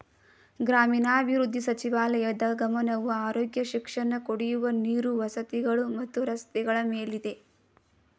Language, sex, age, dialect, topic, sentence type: Kannada, female, 18-24, Mysore Kannada, agriculture, statement